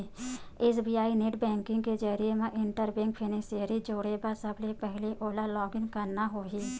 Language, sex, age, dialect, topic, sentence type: Chhattisgarhi, female, 25-30, Western/Budati/Khatahi, banking, statement